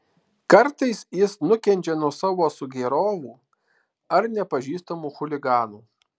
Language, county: Lithuanian, Alytus